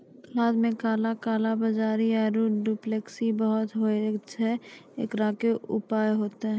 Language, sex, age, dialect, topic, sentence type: Maithili, female, 25-30, Angika, agriculture, question